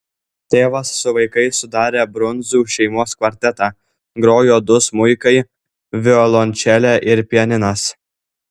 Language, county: Lithuanian, Klaipėda